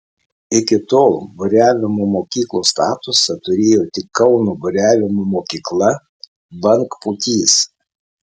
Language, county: Lithuanian, Alytus